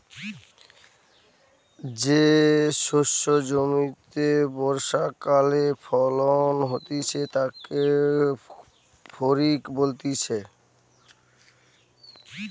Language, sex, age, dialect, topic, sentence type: Bengali, male, 60-100, Western, agriculture, statement